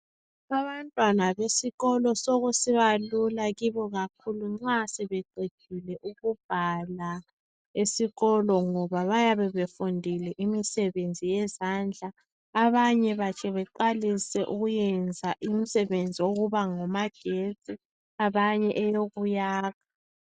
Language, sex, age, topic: North Ndebele, female, 25-35, education